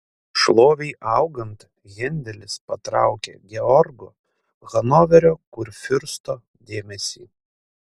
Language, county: Lithuanian, Panevėžys